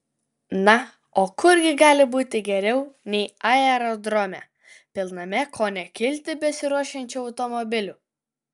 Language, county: Lithuanian, Kaunas